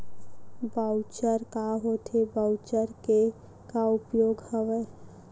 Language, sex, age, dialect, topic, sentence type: Chhattisgarhi, female, 18-24, Western/Budati/Khatahi, banking, question